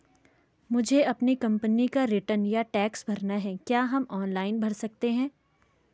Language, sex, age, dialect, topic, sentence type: Hindi, female, 25-30, Garhwali, banking, question